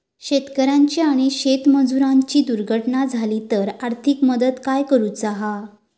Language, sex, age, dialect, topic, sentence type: Marathi, female, 31-35, Southern Konkan, agriculture, question